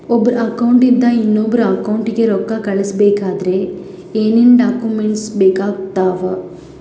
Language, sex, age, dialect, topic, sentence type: Kannada, female, 18-24, Northeastern, banking, question